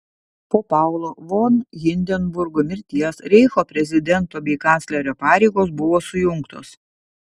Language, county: Lithuanian, Vilnius